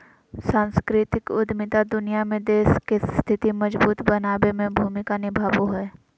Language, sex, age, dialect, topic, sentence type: Magahi, female, 18-24, Southern, banking, statement